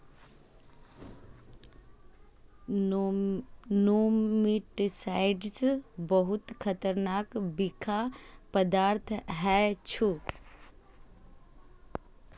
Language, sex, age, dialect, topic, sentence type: Maithili, female, 25-30, Eastern / Thethi, agriculture, statement